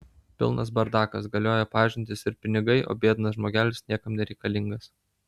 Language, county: Lithuanian, Vilnius